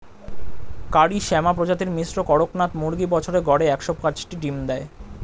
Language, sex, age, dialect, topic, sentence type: Bengali, male, 18-24, Standard Colloquial, agriculture, statement